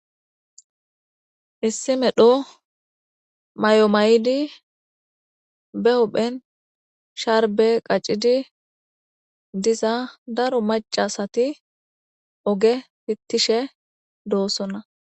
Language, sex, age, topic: Gamo, female, 18-24, government